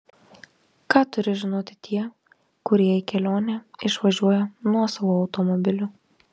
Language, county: Lithuanian, Marijampolė